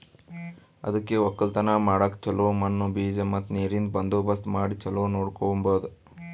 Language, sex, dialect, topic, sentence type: Kannada, male, Northeastern, agriculture, statement